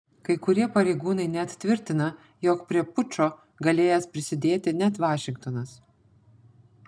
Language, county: Lithuanian, Panevėžys